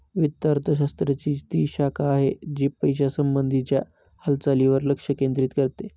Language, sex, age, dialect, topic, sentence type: Marathi, male, 25-30, Northern Konkan, banking, statement